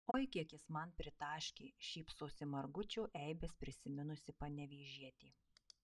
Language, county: Lithuanian, Marijampolė